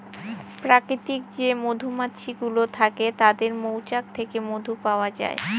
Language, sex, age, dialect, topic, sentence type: Bengali, female, 18-24, Northern/Varendri, agriculture, statement